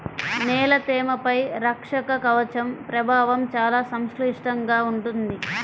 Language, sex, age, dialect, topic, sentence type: Telugu, female, 25-30, Central/Coastal, agriculture, statement